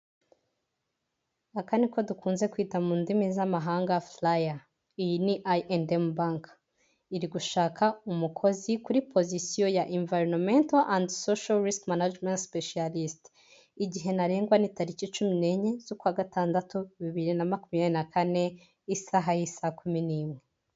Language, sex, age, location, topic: Kinyarwanda, female, 18-24, Huye, finance